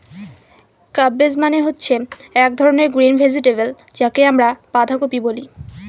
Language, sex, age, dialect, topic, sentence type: Bengali, female, 18-24, Northern/Varendri, agriculture, statement